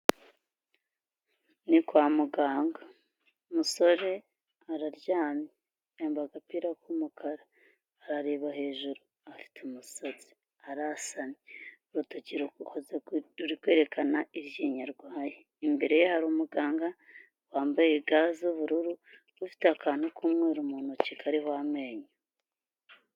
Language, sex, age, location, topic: Kinyarwanda, female, 25-35, Huye, health